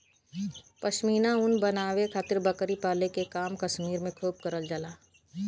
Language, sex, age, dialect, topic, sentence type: Bhojpuri, female, 25-30, Western, agriculture, statement